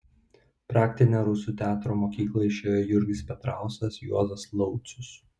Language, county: Lithuanian, Vilnius